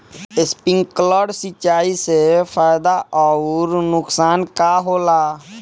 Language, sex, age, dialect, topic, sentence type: Bhojpuri, male, 18-24, Northern, agriculture, question